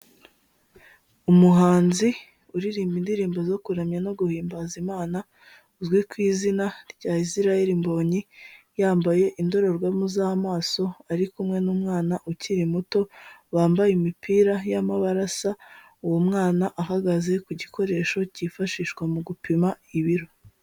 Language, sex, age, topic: Kinyarwanda, female, 18-24, health